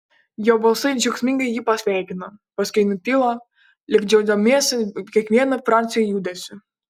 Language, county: Lithuanian, Panevėžys